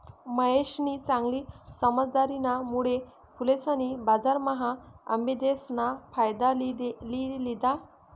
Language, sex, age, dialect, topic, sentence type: Marathi, female, 18-24, Northern Konkan, banking, statement